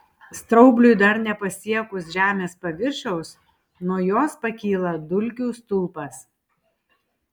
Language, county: Lithuanian, Tauragė